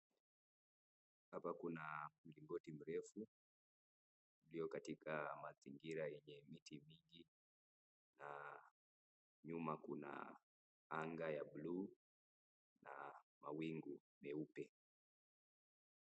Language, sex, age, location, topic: Swahili, male, 18-24, Nakuru, education